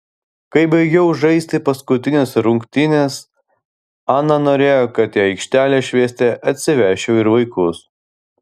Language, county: Lithuanian, Vilnius